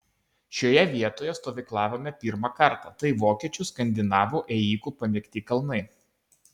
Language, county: Lithuanian, Kaunas